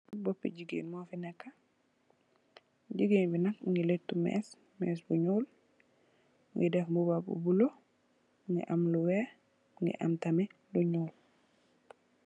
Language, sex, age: Wolof, female, 18-24